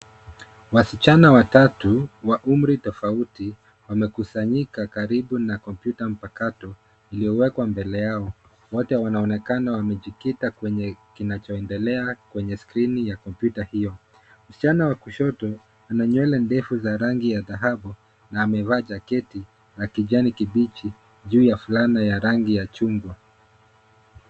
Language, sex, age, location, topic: Swahili, male, 18-24, Nairobi, education